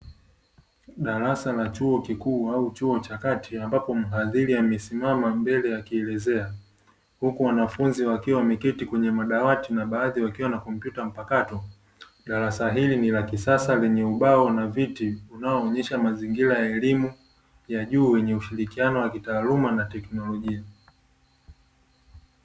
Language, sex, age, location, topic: Swahili, male, 18-24, Dar es Salaam, education